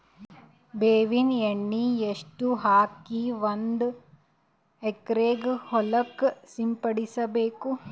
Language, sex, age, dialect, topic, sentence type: Kannada, female, 18-24, Northeastern, agriculture, question